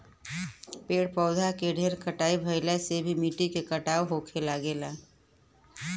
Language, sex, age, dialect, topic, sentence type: Bhojpuri, female, <18, Western, agriculture, statement